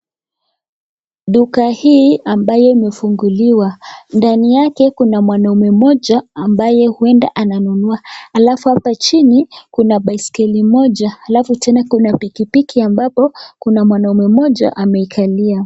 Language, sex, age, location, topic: Swahili, male, 25-35, Nakuru, finance